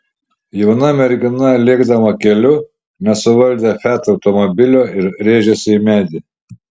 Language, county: Lithuanian, Šiauliai